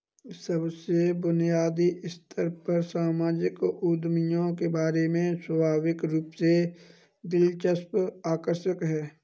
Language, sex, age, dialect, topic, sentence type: Hindi, male, 25-30, Kanauji Braj Bhasha, banking, statement